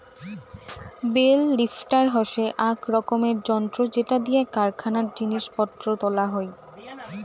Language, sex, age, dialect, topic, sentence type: Bengali, female, 18-24, Rajbangshi, agriculture, statement